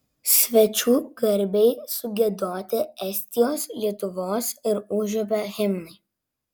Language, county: Lithuanian, Vilnius